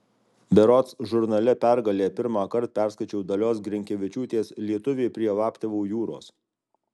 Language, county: Lithuanian, Alytus